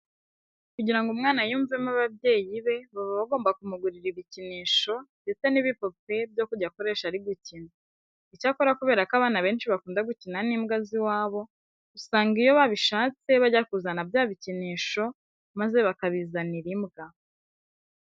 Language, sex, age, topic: Kinyarwanda, female, 18-24, education